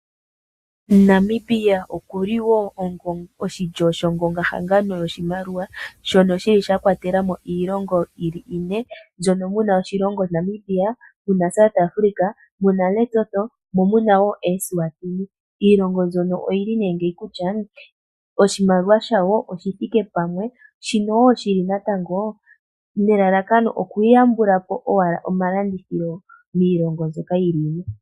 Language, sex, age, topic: Oshiwambo, female, 25-35, finance